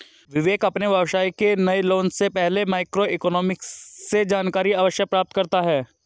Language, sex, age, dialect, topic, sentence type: Hindi, male, 31-35, Hindustani Malvi Khadi Boli, banking, statement